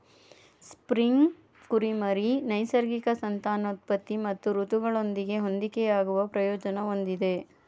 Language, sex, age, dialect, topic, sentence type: Kannada, female, 31-35, Mysore Kannada, agriculture, statement